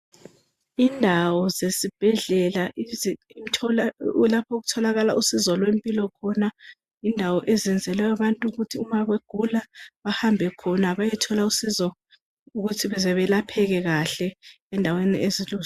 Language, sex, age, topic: North Ndebele, female, 25-35, health